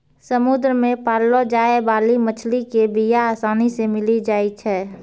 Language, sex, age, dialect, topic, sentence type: Maithili, female, 31-35, Angika, agriculture, statement